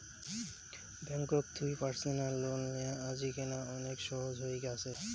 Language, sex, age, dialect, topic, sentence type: Bengali, male, 18-24, Rajbangshi, banking, statement